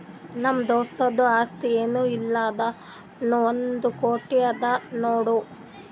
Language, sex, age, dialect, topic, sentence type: Kannada, female, 60-100, Northeastern, banking, statement